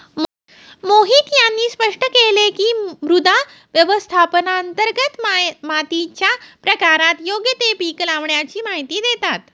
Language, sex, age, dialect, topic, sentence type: Marathi, female, 36-40, Standard Marathi, agriculture, statement